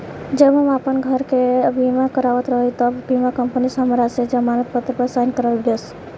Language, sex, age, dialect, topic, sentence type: Bhojpuri, female, 18-24, Southern / Standard, banking, statement